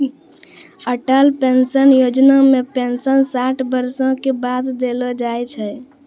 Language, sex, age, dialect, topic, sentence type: Maithili, female, 25-30, Angika, banking, statement